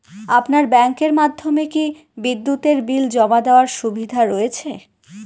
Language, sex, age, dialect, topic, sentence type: Bengali, female, 18-24, Northern/Varendri, banking, question